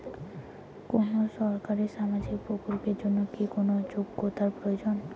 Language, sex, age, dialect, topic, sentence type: Bengali, female, 18-24, Rajbangshi, banking, question